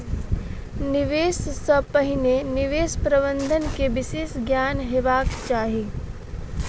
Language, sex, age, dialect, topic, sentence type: Maithili, female, 18-24, Southern/Standard, banking, statement